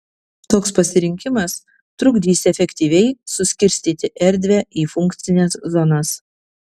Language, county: Lithuanian, Kaunas